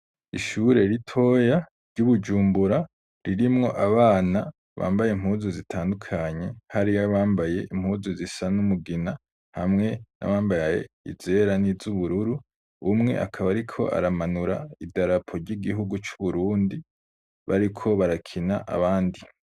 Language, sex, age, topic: Rundi, male, 18-24, education